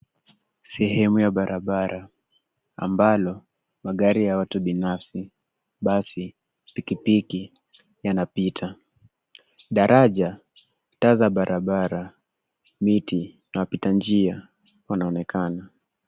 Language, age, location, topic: Swahili, 18-24, Nairobi, government